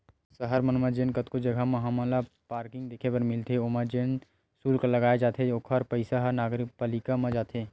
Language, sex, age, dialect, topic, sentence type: Chhattisgarhi, male, 18-24, Western/Budati/Khatahi, banking, statement